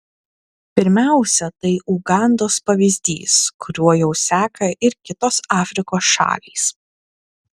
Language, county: Lithuanian, Klaipėda